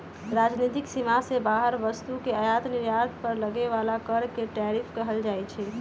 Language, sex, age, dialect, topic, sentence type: Magahi, female, 31-35, Western, banking, statement